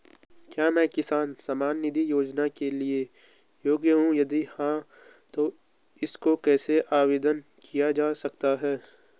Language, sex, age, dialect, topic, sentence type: Hindi, male, 18-24, Garhwali, banking, question